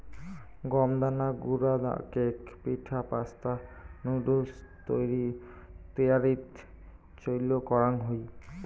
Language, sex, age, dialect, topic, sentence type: Bengali, male, 18-24, Rajbangshi, agriculture, statement